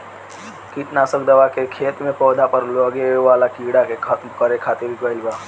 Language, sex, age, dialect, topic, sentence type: Bhojpuri, male, <18, Southern / Standard, agriculture, statement